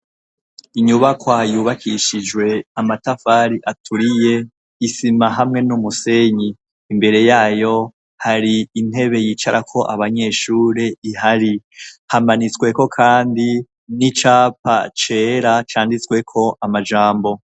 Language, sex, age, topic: Rundi, male, 25-35, education